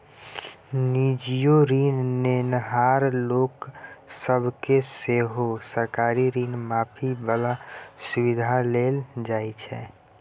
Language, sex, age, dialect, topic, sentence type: Maithili, female, 60-100, Bajjika, banking, statement